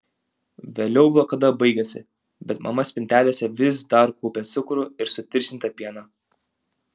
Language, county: Lithuanian, Utena